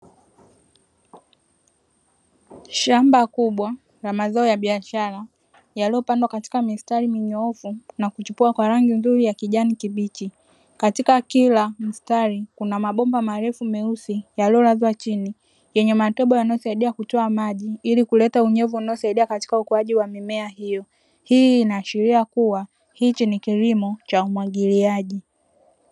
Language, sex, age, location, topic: Swahili, male, 25-35, Dar es Salaam, agriculture